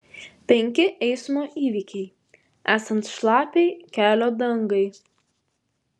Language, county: Lithuanian, Vilnius